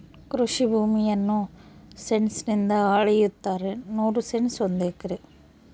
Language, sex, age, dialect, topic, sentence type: Kannada, female, 18-24, Central, agriculture, statement